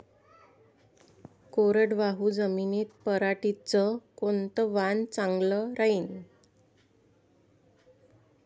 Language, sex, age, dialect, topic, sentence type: Marathi, female, 25-30, Varhadi, agriculture, question